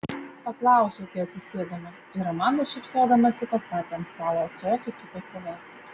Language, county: Lithuanian, Vilnius